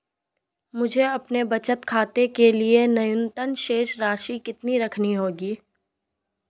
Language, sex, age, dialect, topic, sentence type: Hindi, female, 18-24, Marwari Dhudhari, banking, question